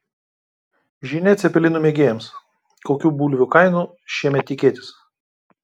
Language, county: Lithuanian, Kaunas